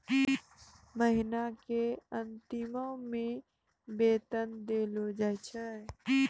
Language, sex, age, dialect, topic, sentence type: Maithili, female, 18-24, Angika, banking, statement